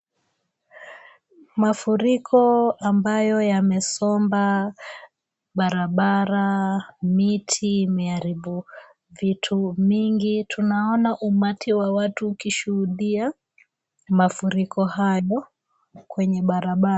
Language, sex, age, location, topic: Swahili, female, 25-35, Kisii, health